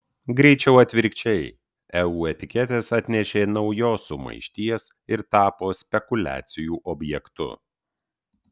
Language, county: Lithuanian, Utena